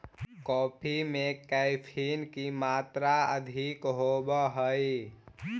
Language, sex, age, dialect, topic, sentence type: Magahi, male, 18-24, Central/Standard, agriculture, statement